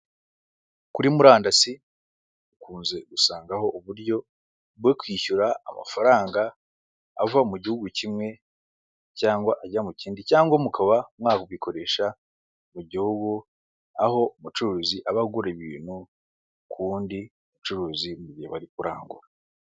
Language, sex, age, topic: Kinyarwanda, male, 18-24, finance